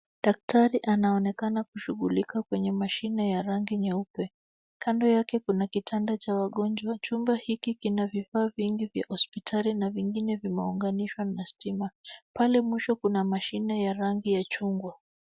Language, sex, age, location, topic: Swahili, female, 25-35, Nairobi, health